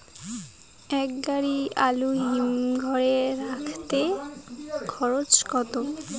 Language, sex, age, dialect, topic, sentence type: Bengali, female, 18-24, Rajbangshi, agriculture, question